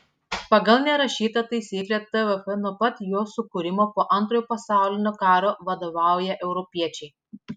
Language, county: Lithuanian, Klaipėda